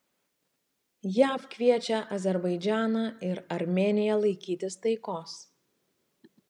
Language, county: Lithuanian, Šiauliai